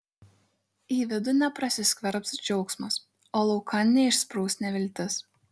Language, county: Lithuanian, Šiauliai